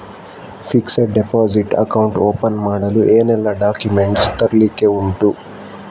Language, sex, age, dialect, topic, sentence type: Kannada, male, 60-100, Coastal/Dakshin, banking, question